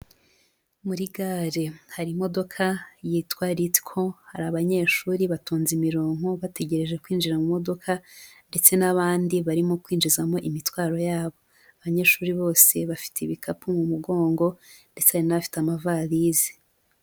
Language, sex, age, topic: Kinyarwanda, female, 18-24, education